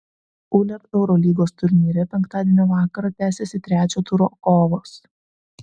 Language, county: Lithuanian, Vilnius